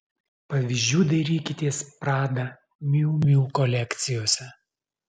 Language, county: Lithuanian, Alytus